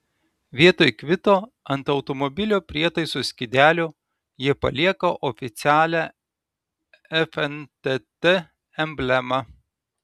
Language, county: Lithuanian, Telšiai